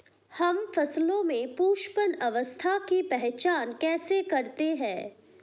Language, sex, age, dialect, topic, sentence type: Hindi, female, 18-24, Hindustani Malvi Khadi Boli, agriculture, statement